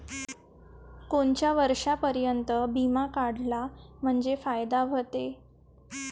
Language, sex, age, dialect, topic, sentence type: Marathi, female, 18-24, Varhadi, banking, question